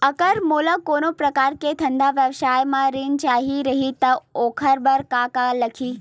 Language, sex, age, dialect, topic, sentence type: Chhattisgarhi, female, 18-24, Western/Budati/Khatahi, banking, question